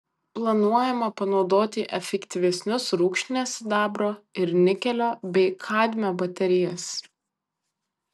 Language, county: Lithuanian, Kaunas